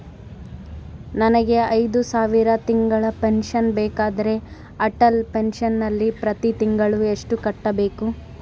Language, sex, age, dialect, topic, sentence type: Kannada, female, 18-24, Central, banking, question